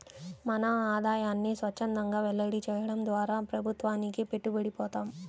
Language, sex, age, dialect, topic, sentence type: Telugu, female, 31-35, Central/Coastal, banking, statement